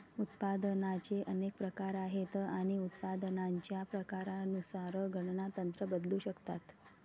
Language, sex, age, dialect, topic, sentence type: Marathi, female, 31-35, Varhadi, banking, statement